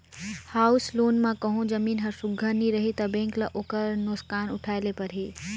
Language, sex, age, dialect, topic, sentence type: Chhattisgarhi, female, 18-24, Northern/Bhandar, banking, statement